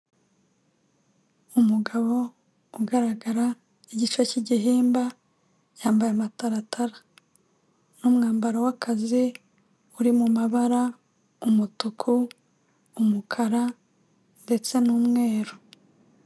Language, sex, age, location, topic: Kinyarwanda, female, 25-35, Kigali, government